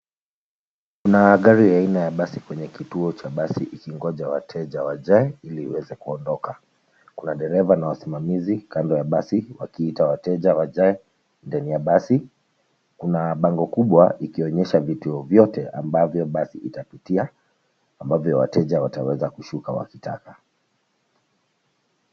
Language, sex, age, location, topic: Swahili, male, 25-35, Nairobi, government